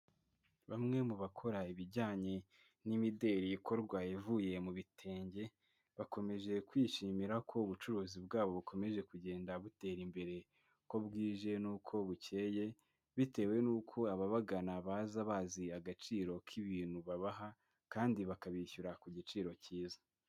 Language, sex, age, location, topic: Kinyarwanda, male, 18-24, Kigali, finance